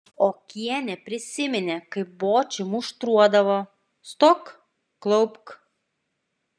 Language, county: Lithuanian, Klaipėda